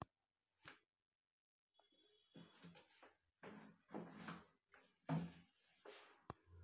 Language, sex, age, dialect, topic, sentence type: Kannada, female, 51-55, Dharwad Kannada, banking, question